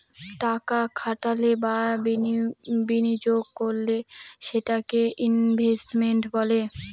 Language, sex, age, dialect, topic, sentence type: Bengali, female, 60-100, Northern/Varendri, banking, statement